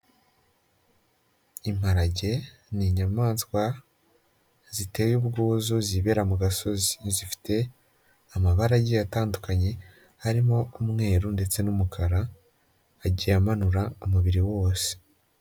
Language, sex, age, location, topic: Kinyarwanda, male, 18-24, Nyagatare, agriculture